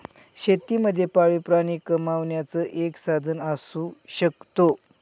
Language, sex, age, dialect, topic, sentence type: Marathi, male, 51-55, Northern Konkan, agriculture, statement